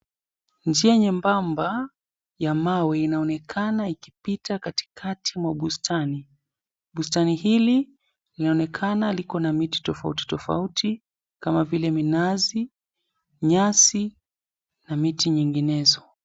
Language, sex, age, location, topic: Swahili, male, 25-35, Mombasa, agriculture